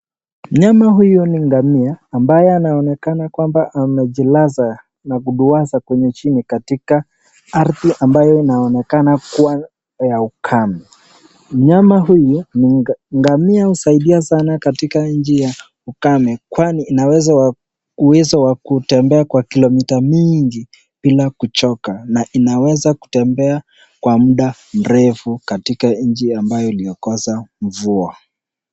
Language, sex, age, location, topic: Swahili, male, 18-24, Nakuru, health